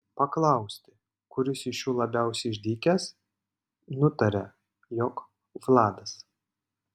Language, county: Lithuanian, Panevėžys